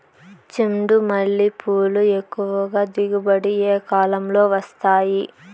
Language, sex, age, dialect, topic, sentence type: Telugu, female, 18-24, Southern, agriculture, question